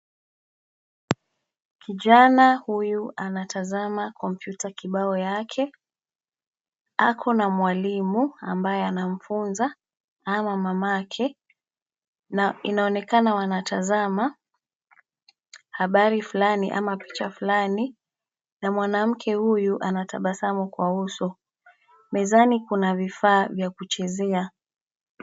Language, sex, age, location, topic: Swahili, female, 25-35, Nairobi, education